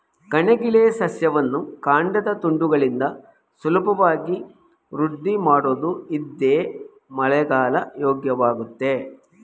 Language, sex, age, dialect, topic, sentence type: Kannada, male, 51-55, Mysore Kannada, agriculture, statement